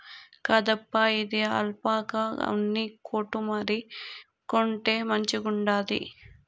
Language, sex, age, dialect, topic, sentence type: Telugu, female, 18-24, Southern, agriculture, statement